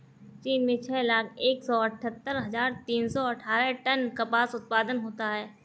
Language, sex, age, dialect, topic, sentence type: Hindi, female, 25-30, Marwari Dhudhari, agriculture, statement